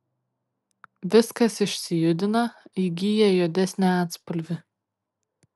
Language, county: Lithuanian, Kaunas